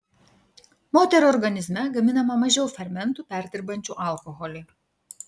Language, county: Lithuanian, Vilnius